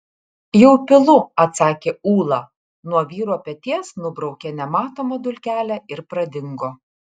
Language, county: Lithuanian, Kaunas